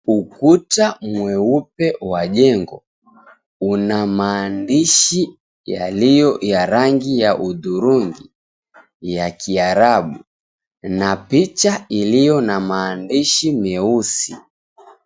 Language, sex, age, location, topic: Swahili, male, 25-35, Mombasa, government